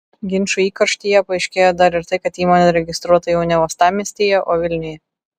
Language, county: Lithuanian, Vilnius